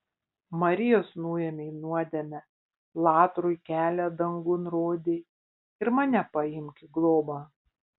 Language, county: Lithuanian, Panevėžys